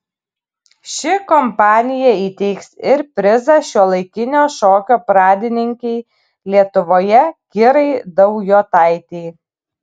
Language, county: Lithuanian, Kaunas